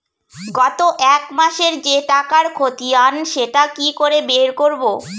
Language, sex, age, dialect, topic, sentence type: Bengali, female, 25-30, Rajbangshi, banking, question